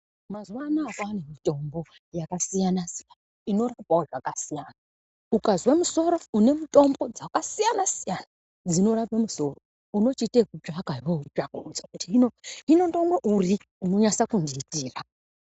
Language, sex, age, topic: Ndau, female, 25-35, health